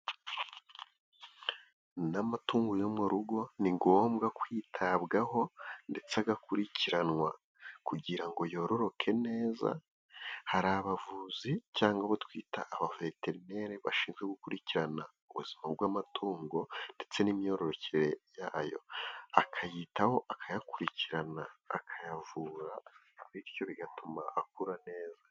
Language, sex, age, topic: Kinyarwanda, male, 18-24, agriculture